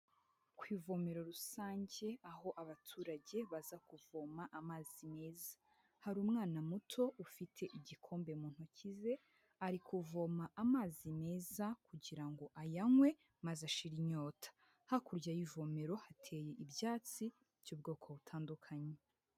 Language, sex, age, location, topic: Kinyarwanda, female, 25-35, Huye, health